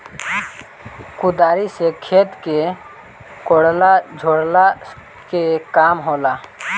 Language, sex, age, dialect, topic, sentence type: Bhojpuri, male, 18-24, Northern, agriculture, statement